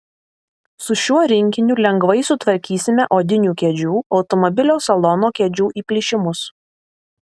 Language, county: Lithuanian, Vilnius